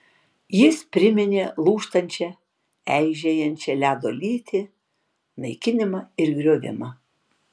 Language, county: Lithuanian, Tauragė